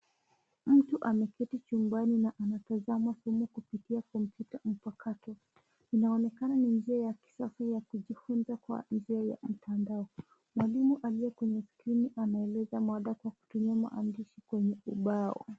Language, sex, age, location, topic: Swahili, female, 25-35, Nairobi, education